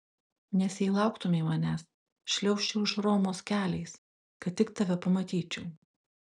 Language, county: Lithuanian, Klaipėda